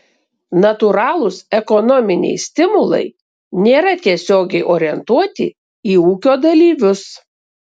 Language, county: Lithuanian, Kaunas